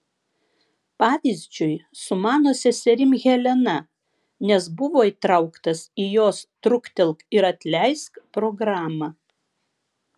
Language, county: Lithuanian, Vilnius